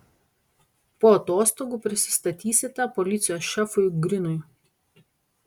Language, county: Lithuanian, Panevėžys